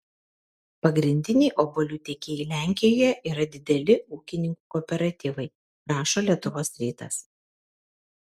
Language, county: Lithuanian, Kaunas